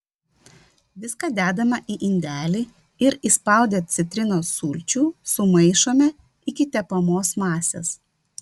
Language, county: Lithuanian, Vilnius